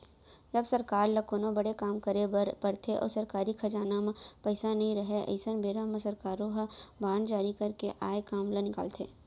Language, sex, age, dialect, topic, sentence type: Chhattisgarhi, female, 18-24, Central, banking, statement